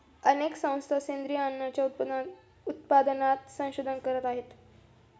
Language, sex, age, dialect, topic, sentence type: Marathi, female, 18-24, Standard Marathi, agriculture, statement